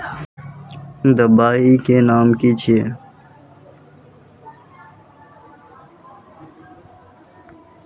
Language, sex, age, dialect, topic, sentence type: Magahi, male, 25-30, Northeastern/Surjapuri, agriculture, question